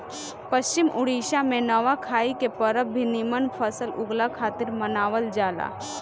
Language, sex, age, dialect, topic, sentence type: Bhojpuri, female, 25-30, Northern, agriculture, statement